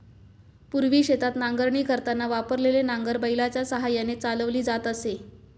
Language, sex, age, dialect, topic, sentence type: Marathi, female, 18-24, Standard Marathi, agriculture, statement